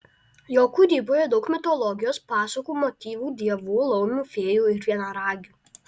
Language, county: Lithuanian, Alytus